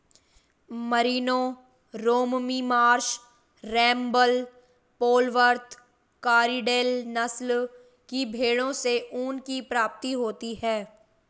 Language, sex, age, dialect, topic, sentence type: Hindi, female, 18-24, Marwari Dhudhari, agriculture, statement